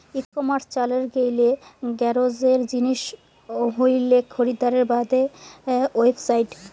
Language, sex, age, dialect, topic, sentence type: Bengali, male, 18-24, Rajbangshi, agriculture, statement